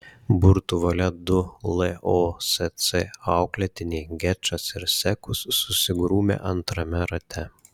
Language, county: Lithuanian, Šiauliai